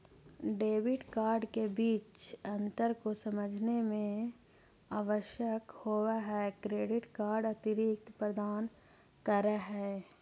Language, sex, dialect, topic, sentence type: Magahi, female, Central/Standard, banking, question